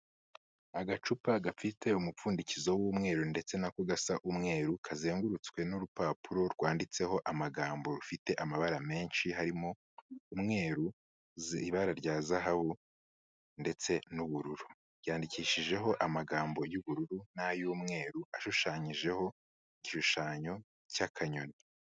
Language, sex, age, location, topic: Kinyarwanda, male, 25-35, Kigali, health